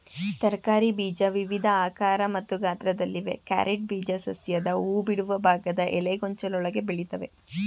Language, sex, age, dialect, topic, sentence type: Kannada, female, 18-24, Mysore Kannada, agriculture, statement